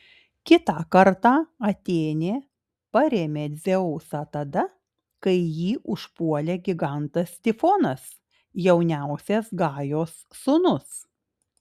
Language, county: Lithuanian, Klaipėda